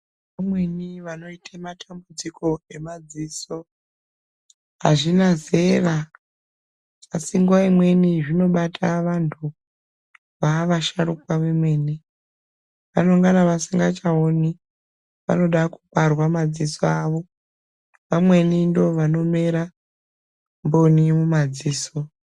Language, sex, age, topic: Ndau, female, 36-49, health